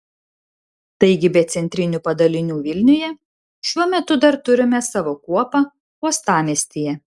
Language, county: Lithuanian, Šiauliai